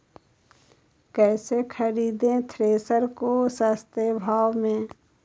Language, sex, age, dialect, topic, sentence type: Magahi, female, 18-24, Western, agriculture, question